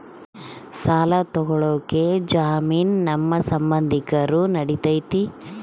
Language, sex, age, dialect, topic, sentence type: Kannada, female, 36-40, Central, banking, question